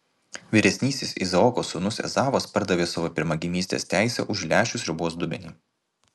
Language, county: Lithuanian, Kaunas